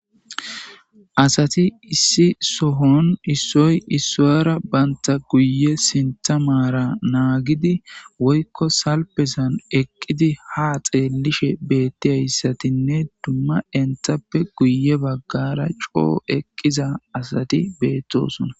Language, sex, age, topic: Gamo, male, 25-35, government